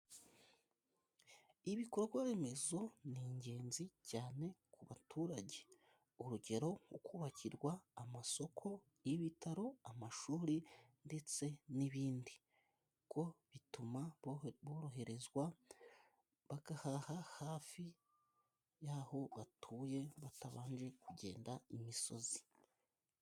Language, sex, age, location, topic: Kinyarwanda, male, 25-35, Musanze, government